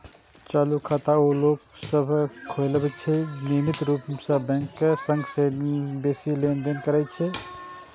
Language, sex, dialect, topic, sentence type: Maithili, male, Eastern / Thethi, banking, statement